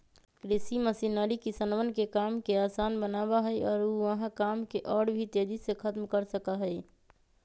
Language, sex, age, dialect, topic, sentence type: Magahi, female, 31-35, Western, agriculture, statement